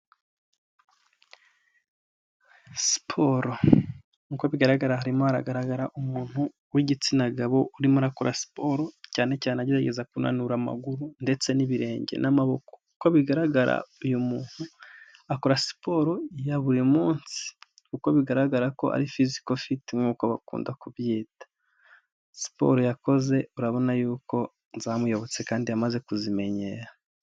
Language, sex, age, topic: Kinyarwanda, male, 18-24, health